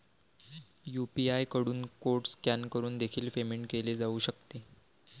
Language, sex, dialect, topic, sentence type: Marathi, male, Varhadi, banking, statement